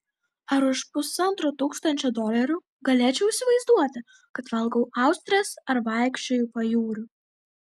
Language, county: Lithuanian, Vilnius